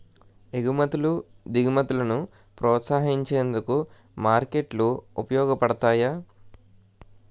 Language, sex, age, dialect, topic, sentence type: Telugu, male, 18-24, Utterandhra, banking, statement